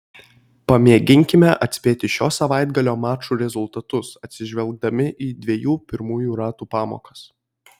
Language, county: Lithuanian, Kaunas